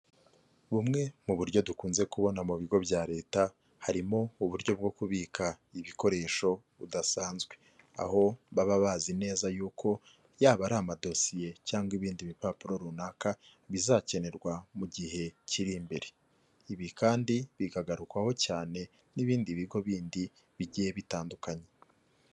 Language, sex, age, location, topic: Kinyarwanda, male, 25-35, Kigali, government